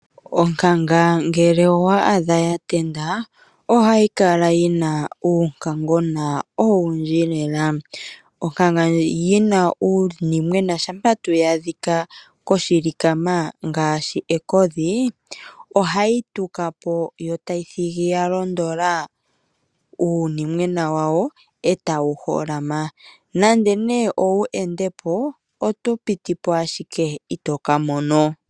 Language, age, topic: Oshiwambo, 25-35, agriculture